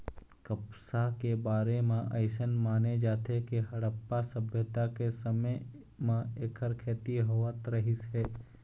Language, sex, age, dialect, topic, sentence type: Chhattisgarhi, male, 25-30, Eastern, agriculture, statement